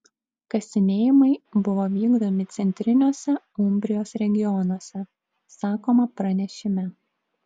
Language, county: Lithuanian, Klaipėda